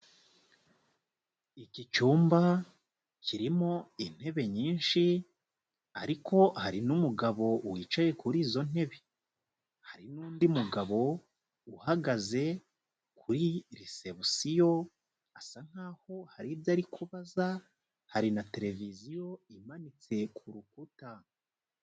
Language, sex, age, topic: Kinyarwanda, male, 25-35, health